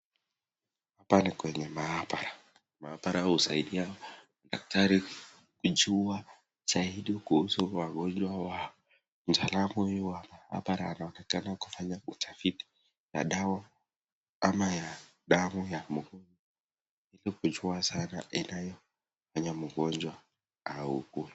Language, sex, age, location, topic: Swahili, male, 18-24, Nakuru, health